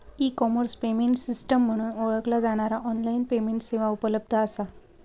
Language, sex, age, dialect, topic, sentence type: Marathi, female, 18-24, Southern Konkan, banking, statement